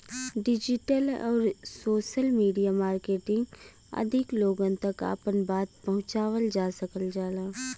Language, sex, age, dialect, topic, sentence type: Bhojpuri, female, 25-30, Western, banking, statement